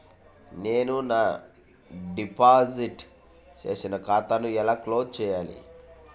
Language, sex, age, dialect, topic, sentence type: Telugu, male, 25-30, Central/Coastal, banking, question